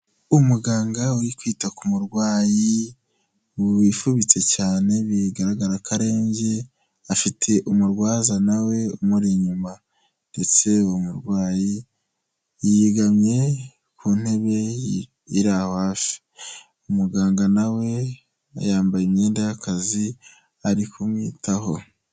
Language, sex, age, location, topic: Kinyarwanda, male, 18-24, Huye, health